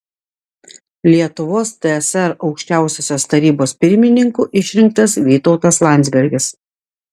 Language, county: Lithuanian, Klaipėda